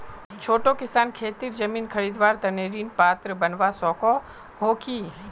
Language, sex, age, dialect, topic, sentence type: Magahi, male, 25-30, Northeastern/Surjapuri, agriculture, statement